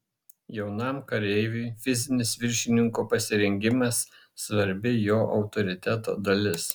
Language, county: Lithuanian, Šiauliai